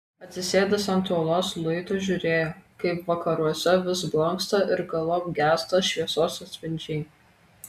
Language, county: Lithuanian, Kaunas